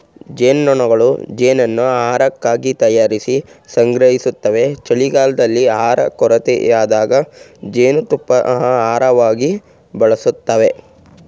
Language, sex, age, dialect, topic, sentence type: Kannada, male, 36-40, Mysore Kannada, agriculture, statement